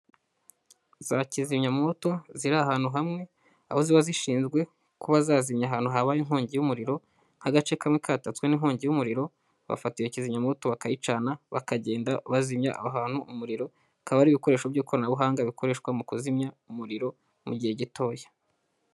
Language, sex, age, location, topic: Kinyarwanda, male, 18-24, Huye, government